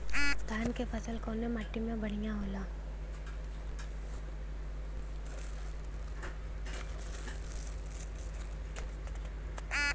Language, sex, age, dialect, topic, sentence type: Bhojpuri, female, 18-24, Western, agriculture, question